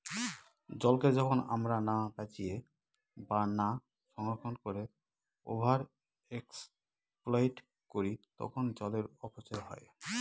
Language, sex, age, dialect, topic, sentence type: Bengali, male, 31-35, Northern/Varendri, agriculture, statement